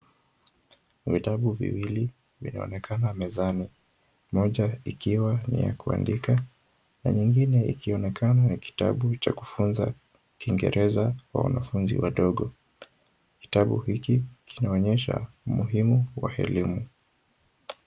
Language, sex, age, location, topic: Swahili, male, 18-24, Kisumu, education